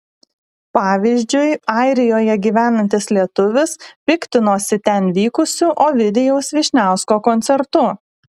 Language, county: Lithuanian, Alytus